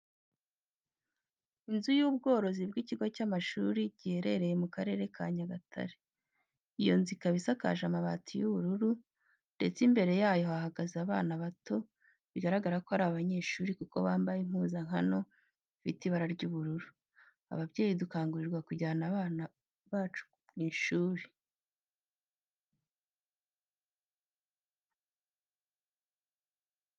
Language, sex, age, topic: Kinyarwanda, female, 25-35, education